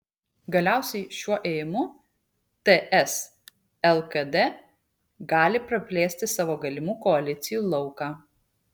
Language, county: Lithuanian, Kaunas